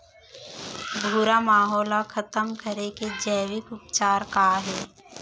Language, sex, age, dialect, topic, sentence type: Chhattisgarhi, female, 25-30, Central, agriculture, question